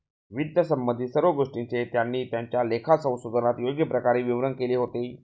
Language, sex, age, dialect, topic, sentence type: Marathi, male, 36-40, Standard Marathi, banking, statement